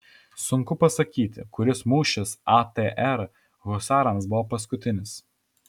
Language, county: Lithuanian, Alytus